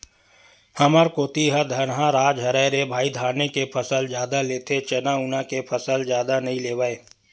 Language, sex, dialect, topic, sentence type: Chhattisgarhi, male, Western/Budati/Khatahi, agriculture, statement